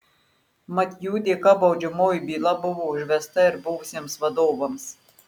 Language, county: Lithuanian, Marijampolė